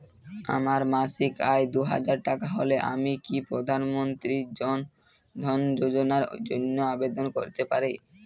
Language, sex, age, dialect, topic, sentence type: Bengali, male, 18-24, Jharkhandi, banking, question